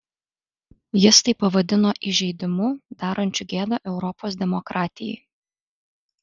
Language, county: Lithuanian, Alytus